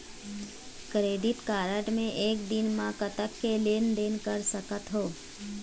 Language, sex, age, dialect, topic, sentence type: Chhattisgarhi, female, 41-45, Eastern, banking, question